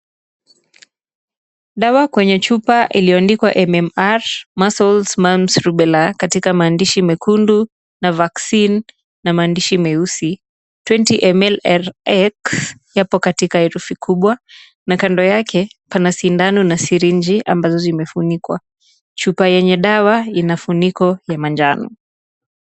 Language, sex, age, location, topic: Swahili, female, 18-24, Kisumu, health